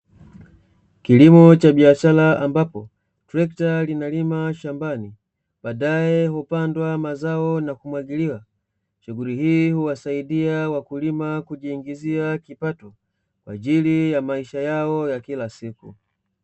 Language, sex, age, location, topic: Swahili, male, 25-35, Dar es Salaam, agriculture